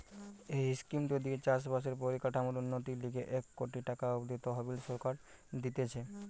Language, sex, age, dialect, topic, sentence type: Bengali, male, 18-24, Western, agriculture, statement